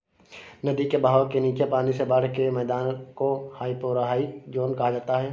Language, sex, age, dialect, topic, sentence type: Hindi, male, 46-50, Awadhi Bundeli, agriculture, statement